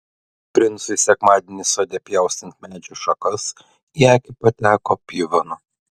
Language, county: Lithuanian, Klaipėda